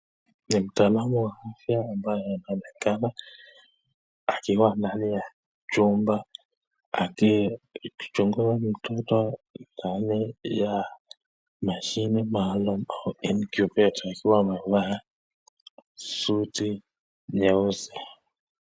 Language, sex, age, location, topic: Swahili, male, 25-35, Nakuru, health